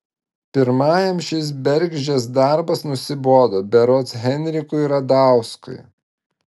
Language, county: Lithuanian, Vilnius